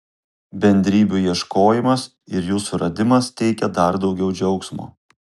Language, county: Lithuanian, Kaunas